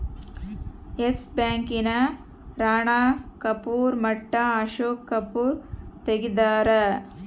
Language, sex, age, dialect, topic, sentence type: Kannada, female, 36-40, Central, banking, statement